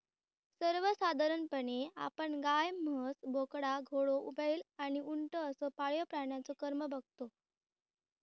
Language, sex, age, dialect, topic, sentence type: Marathi, female, 18-24, Southern Konkan, agriculture, statement